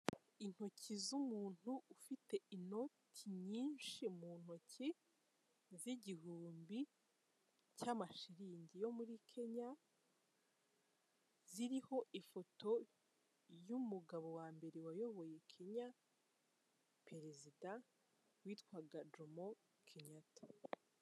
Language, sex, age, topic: Kinyarwanda, female, 18-24, finance